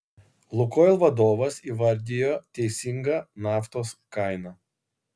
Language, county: Lithuanian, Kaunas